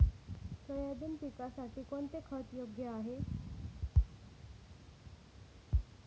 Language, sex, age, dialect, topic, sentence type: Marathi, female, 41-45, Standard Marathi, agriculture, question